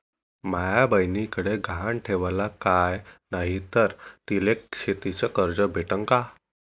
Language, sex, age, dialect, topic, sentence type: Marathi, male, 18-24, Varhadi, agriculture, statement